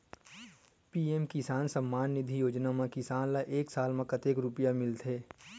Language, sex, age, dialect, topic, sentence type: Chhattisgarhi, male, 18-24, Western/Budati/Khatahi, agriculture, question